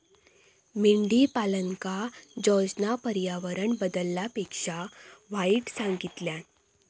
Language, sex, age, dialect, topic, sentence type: Marathi, female, 25-30, Southern Konkan, agriculture, statement